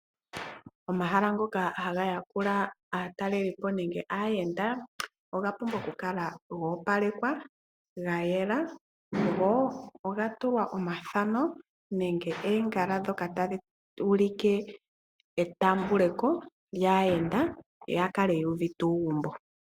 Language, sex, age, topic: Oshiwambo, female, 36-49, finance